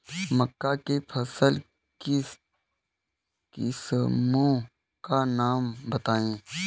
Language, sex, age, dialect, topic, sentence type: Hindi, male, 18-24, Kanauji Braj Bhasha, agriculture, question